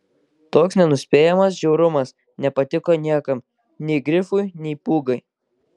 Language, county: Lithuanian, Kaunas